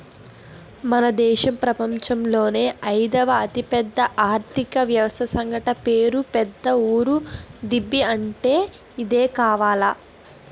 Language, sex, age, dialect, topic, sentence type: Telugu, female, 60-100, Utterandhra, banking, statement